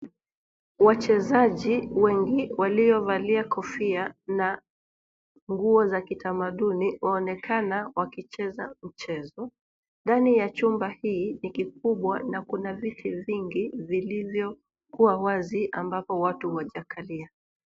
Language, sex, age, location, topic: Swahili, female, 36-49, Nairobi, government